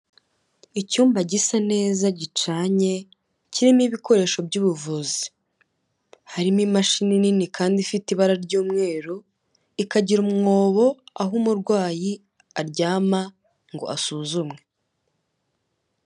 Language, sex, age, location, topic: Kinyarwanda, female, 18-24, Kigali, health